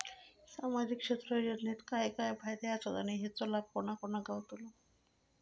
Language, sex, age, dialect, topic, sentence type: Marathi, female, 41-45, Southern Konkan, banking, question